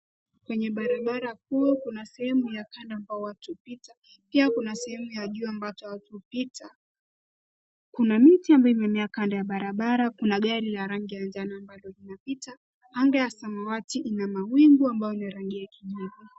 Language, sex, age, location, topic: Swahili, female, 18-24, Nairobi, government